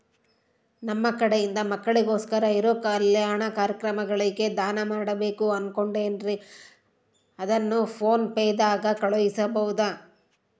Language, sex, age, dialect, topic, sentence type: Kannada, female, 36-40, Central, banking, question